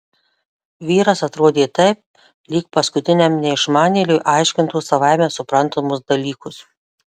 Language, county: Lithuanian, Marijampolė